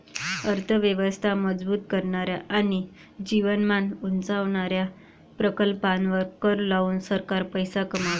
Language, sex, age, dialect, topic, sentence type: Marathi, female, 25-30, Varhadi, banking, statement